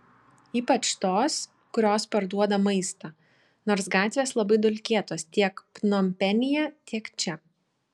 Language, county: Lithuanian, Šiauliai